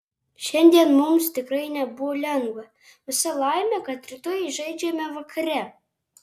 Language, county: Lithuanian, Kaunas